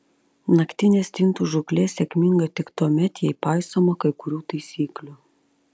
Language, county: Lithuanian, Panevėžys